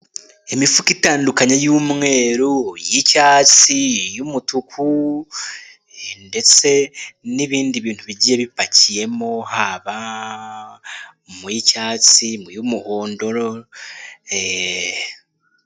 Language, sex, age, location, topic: Kinyarwanda, male, 18-24, Nyagatare, health